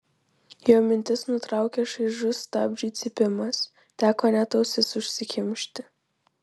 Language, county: Lithuanian, Vilnius